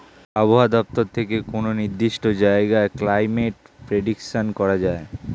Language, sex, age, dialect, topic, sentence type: Bengali, male, 18-24, Standard Colloquial, agriculture, statement